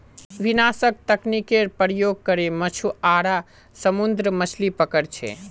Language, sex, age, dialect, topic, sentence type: Magahi, male, 18-24, Northeastern/Surjapuri, agriculture, statement